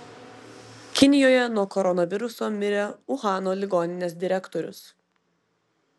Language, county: Lithuanian, Vilnius